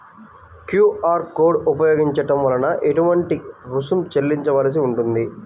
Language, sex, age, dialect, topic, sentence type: Telugu, male, 18-24, Central/Coastal, banking, question